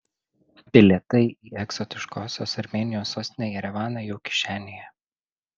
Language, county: Lithuanian, Šiauliai